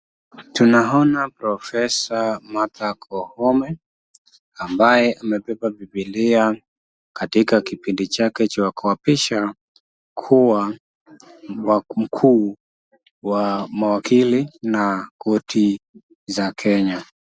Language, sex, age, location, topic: Swahili, male, 25-35, Kisumu, government